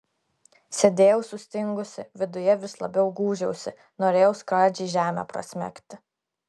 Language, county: Lithuanian, Klaipėda